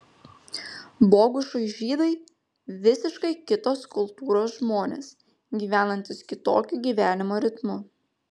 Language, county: Lithuanian, Panevėžys